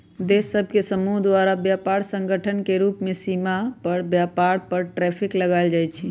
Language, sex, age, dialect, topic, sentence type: Magahi, female, 18-24, Western, banking, statement